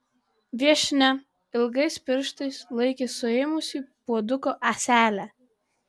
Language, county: Lithuanian, Tauragė